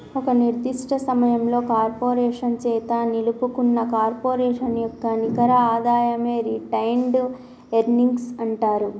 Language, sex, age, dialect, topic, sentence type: Telugu, female, 31-35, Telangana, banking, statement